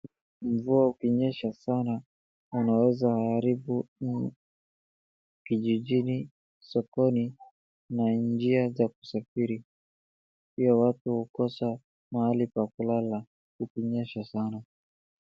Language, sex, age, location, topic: Swahili, male, 25-35, Wajir, health